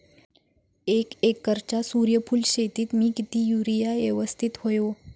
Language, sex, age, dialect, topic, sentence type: Marathi, female, 18-24, Southern Konkan, agriculture, question